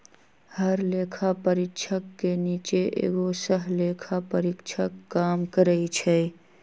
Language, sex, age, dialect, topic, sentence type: Magahi, female, 18-24, Western, banking, statement